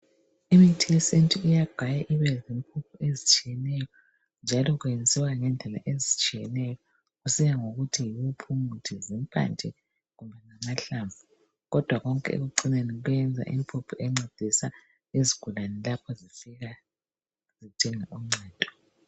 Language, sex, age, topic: North Ndebele, female, 25-35, health